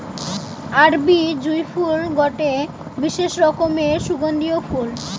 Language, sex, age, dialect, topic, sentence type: Bengali, female, 18-24, Western, agriculture, statement